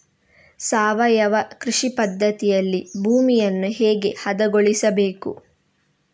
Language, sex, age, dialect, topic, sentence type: Kannada, female, 18-24, Coastal/Dakshin, agriculture, question